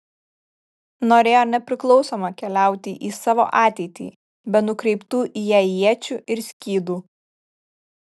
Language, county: Lithuanian, Kaunas